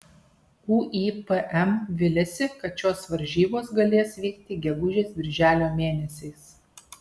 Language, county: Lithuanian, Kaunas